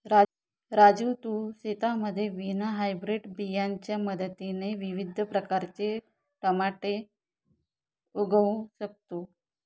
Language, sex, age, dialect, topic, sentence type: Marathi, male, 41-45, Northern Konkan, agriculture, statement